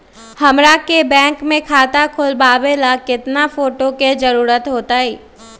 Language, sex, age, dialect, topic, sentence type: Magahi, male, 25-30, Western, banking, question